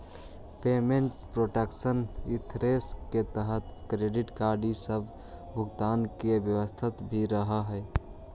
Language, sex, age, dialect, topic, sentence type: Magahi, male, 18-24, Central/Standard, banking, statement